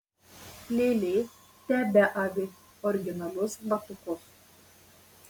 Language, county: Lithuanian, Marijampolė